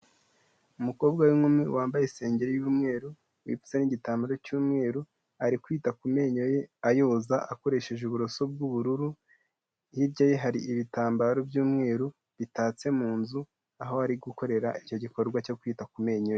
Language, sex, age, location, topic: Kinyarwanda, male, 18-24, Kigali, health